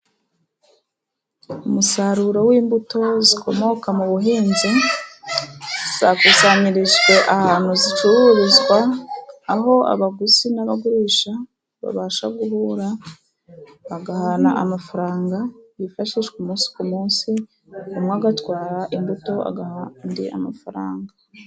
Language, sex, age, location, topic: Kinyarwanda, female, 36-49, Musanze, agriculture